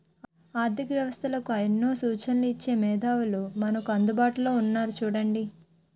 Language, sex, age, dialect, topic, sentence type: Telugu, female, 18-24, Utterandhra, banking, statement